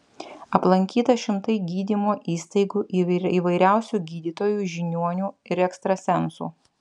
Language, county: Lithuanian, Vilnius